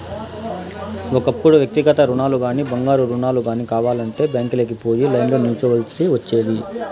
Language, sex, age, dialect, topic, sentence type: Telugu, female, 31-35, Southern, banking, statement